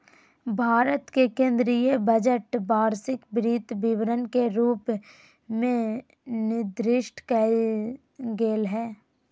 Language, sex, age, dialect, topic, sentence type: Magahi, female, 25-30, Southern, banking, statement